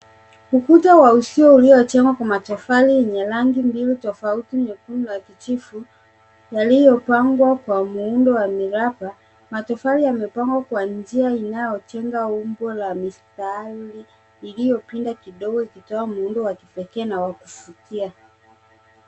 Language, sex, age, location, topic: Swahili, male, 25-35, Nairobi, finance